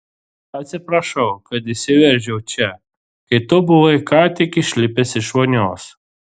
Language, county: Lithuanian, Telšiai